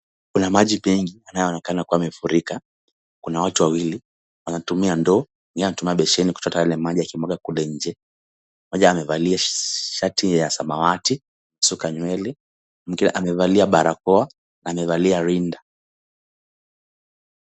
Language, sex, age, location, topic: Swahili, male, 18-24, Kisumu, health